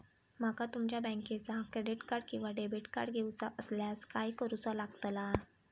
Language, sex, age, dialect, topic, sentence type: Marathi, female, 18-24, Southern Konkan, banking, question